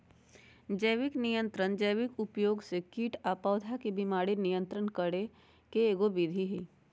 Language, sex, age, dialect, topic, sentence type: Magahi, female, 60-100, Western, agriculture, statement